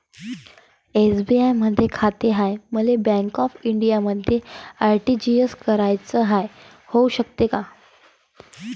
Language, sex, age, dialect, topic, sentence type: Marathi, female, 31-35, Varhadi, banking, question